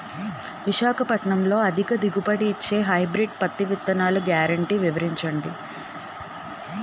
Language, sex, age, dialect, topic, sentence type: Telugu, female, 18-24, Utterandhra, agriculture, question